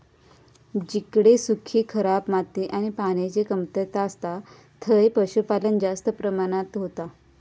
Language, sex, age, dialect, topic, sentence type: Marathi, female, 25-30, Southern Konkan, agriculture, statement